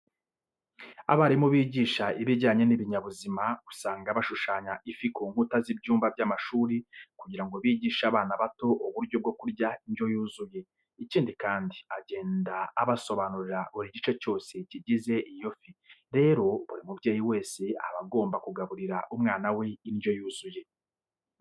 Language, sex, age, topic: Kinyarwanda, male, 25-35, education